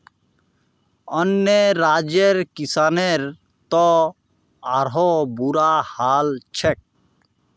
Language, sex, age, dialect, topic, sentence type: Magahi, male, 31-35, Northeastern/Surjapuri, agriculture, statement